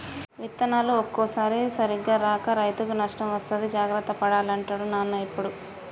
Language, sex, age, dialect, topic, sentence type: Telugu, female, 25-30, Telangana, agriculture, statement